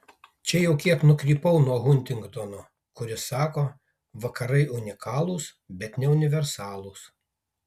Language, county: Lithuanian, Kaunas